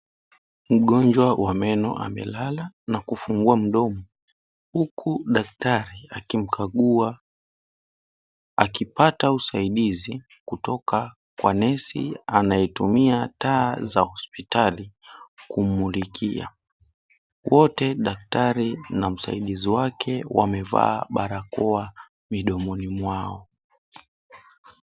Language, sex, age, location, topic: Swahili, male, 18-24, Mombasa, health